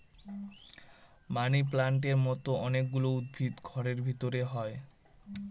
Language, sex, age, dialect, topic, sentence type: Bengali, male, 18-24, Northern/Varendri, agriculture, statement